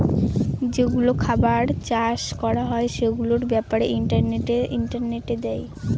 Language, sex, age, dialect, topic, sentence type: Bengali, female, 18-24, Northern/Varendri, agriculture, statement